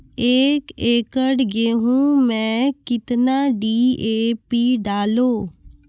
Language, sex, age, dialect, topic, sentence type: Maithili, female, 41-45, Angika, agriculture, question